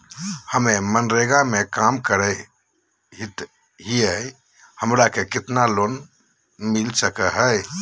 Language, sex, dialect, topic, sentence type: Magahi, male, Southern, banking, question